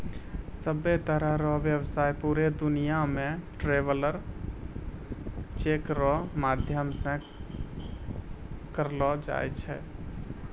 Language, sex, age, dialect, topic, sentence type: Maithili, male, 25-30, Angika, banking, statement